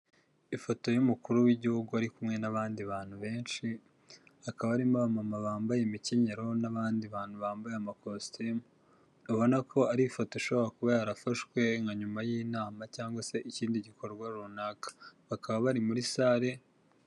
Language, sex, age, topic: Kinyarwanda, male, 25-35, government